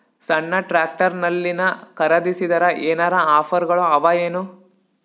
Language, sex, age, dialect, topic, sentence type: Kannada, male, 18-24, Northeastern, agriculture, question